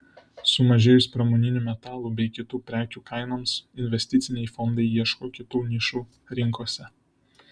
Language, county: Lithuanian, Vilnius